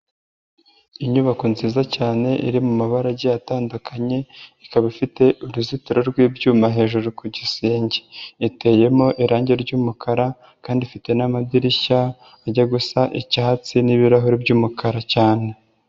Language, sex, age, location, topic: Kinyarwanda, female, 25-35, Nyagatare, education